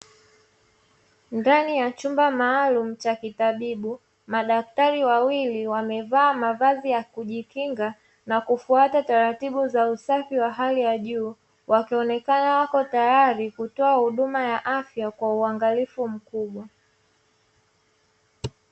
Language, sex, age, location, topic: Swahili, female, 25-35, Dar es Salaam, health